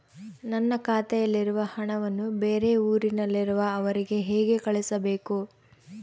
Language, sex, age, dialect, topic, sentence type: Kannada, female, 18-24, Central, banking, question